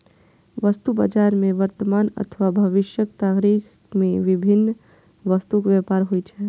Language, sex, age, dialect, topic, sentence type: Maithili, female, 25-30, Eastern / Thethi, banking, statement